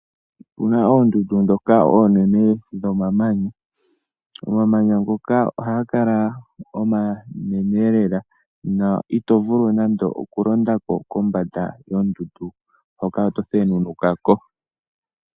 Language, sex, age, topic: Oshiwambo, female, 18-24, agriculture